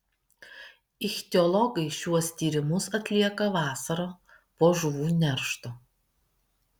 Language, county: Lithuanian, Kaunas